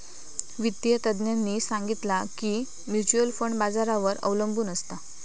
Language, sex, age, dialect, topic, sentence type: Marathi, female, 18-24, Southern Konkan, banking, statement